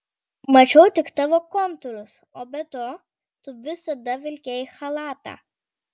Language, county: Lithuanian, Vilnius